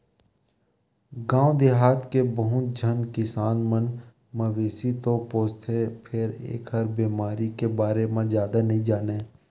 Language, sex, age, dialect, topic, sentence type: Chhattisgarhi, male, 31-35, Western/Budati/Khatahi, agriculture, statement